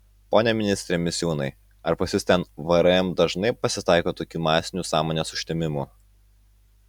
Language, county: Lithuanian, Utena